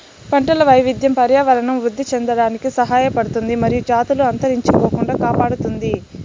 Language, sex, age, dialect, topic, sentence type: Telugu, male, 18-24, Southern, agriculture, statement